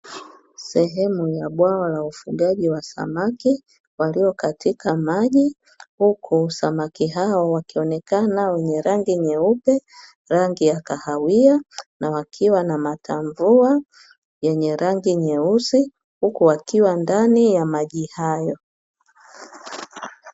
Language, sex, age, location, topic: Swahili, female, 50+, Dar es Salaam, agriculture